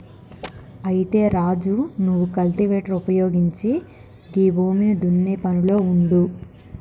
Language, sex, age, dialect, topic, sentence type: Telugu, female, 25-30, Telangana, agriculture, statement